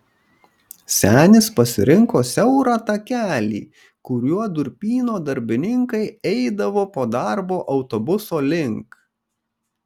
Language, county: Lithuanian, Kaunas